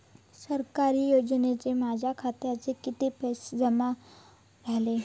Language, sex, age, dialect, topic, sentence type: Marathi, female, 41-45, Southern Konkan, banking, question